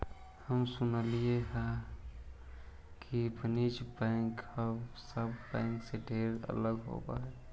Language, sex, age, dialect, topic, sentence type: Magahi, male, 18-24, Central/Standard, banking, statement